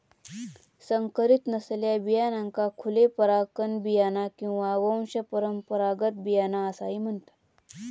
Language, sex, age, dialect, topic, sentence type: Marathi, female, 25-30, Southern Konkan, agriculture, statement